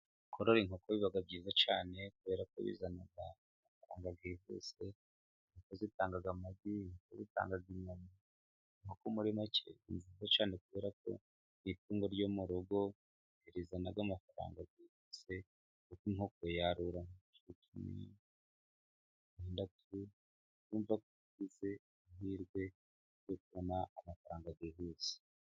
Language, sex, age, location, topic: Kinyarwanda, male, 36-49, Musanze, agriculture